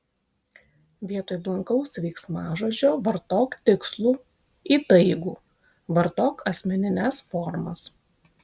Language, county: Lithuanian, Vilnius